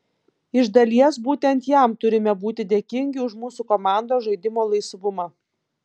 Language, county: Lithuanian, Panevėžys